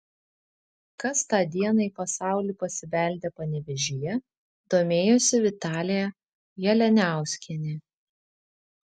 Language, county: Lithuanian, Vilnius